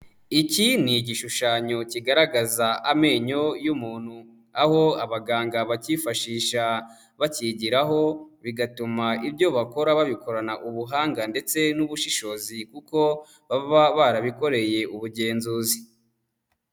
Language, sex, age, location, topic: Kinyarwanda, male, 18-24, Huye, health